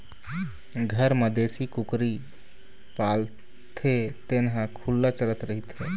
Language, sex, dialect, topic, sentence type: Chhattisgarhi, male, Eastern, agriculture, statement